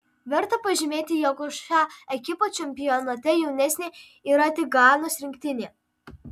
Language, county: Lithuanian, Alytus